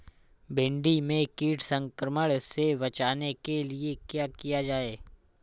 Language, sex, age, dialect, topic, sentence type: Hindi, male, 25-30, Awadhi Bundeli, agriculture, question